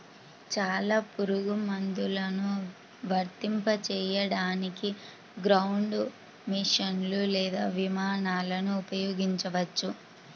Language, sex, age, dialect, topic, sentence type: Telugu, female, 18-24, Central/Coastal, agriculture, statement